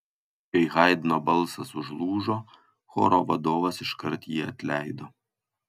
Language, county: Lithuanian, Kaunas